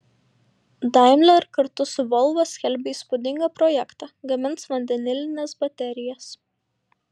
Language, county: Lithuanian, Šiauliai